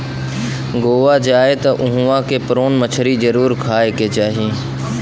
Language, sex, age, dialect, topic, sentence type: Bhojpuri, male, 25-30, Western, agriculture, statement